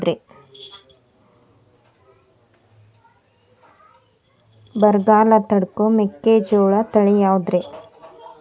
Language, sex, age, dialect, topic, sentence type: Kannada, female, 18-24, Dharwad Kannada, agriculture, question